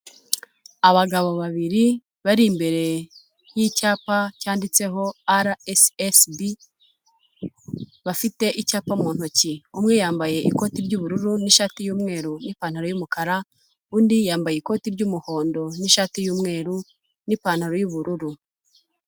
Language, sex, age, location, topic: Kinyarwanda, female, 25-35, Huye, finance